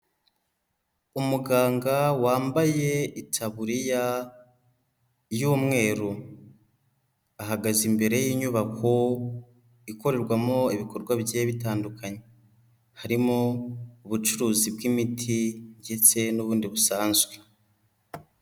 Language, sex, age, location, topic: Kinyarwanda, male, 18-24, Kigali, health